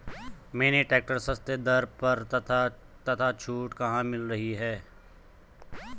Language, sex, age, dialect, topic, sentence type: Hindi, male, 25-30, Garhwali, agriculture, question